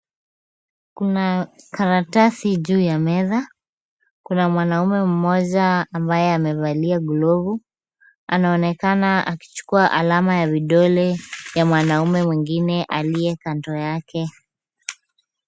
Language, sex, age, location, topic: Swahili, female, 25-35, Kisumu, government